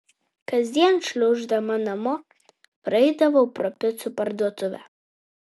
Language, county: Lithuanian, Kaunas